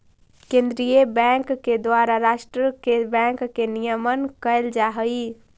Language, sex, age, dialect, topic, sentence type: Magahi, female, 18-24, Central/Standard, banking, statement